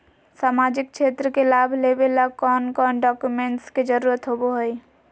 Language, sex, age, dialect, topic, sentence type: Magahi, female, 18-24, Southern, banking, question